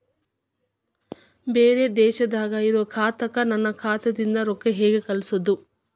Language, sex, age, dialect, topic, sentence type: Kannada, female, 25-30, Dharwad Kannada, banking, question